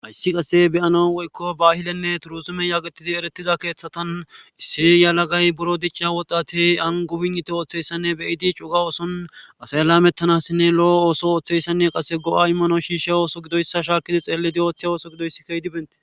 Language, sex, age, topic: Gamo, male, 25-35, government